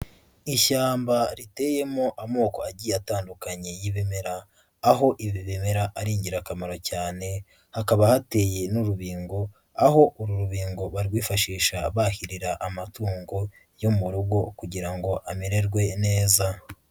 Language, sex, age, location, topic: Kinyarwanda, female, 18-24, Huye, agriculture